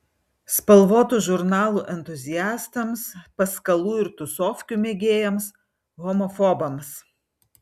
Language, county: Lithuanian, Vilnius